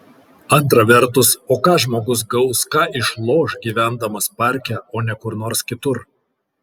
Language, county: Lithuanian, Kaunas